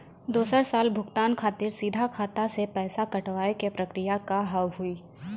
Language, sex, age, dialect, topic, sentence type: Maithili, female, 25-30, Angika, banking, question